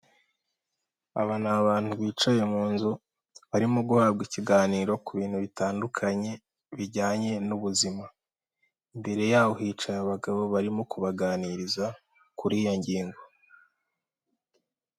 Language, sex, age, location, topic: Kinyarwanda, female, 18-24, Kigali, finance